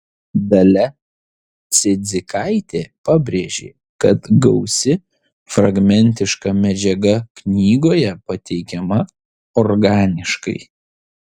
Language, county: Lithuanian, Vilnius